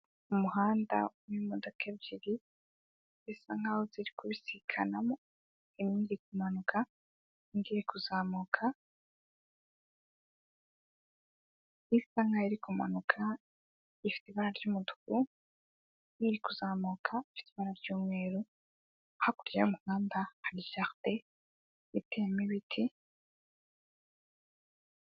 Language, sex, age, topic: Kinyarwanda, male, 18-24, government